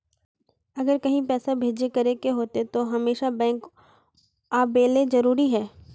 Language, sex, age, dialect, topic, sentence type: Magahi, female, 25-30, Northeastern/Surjapuri, banking, question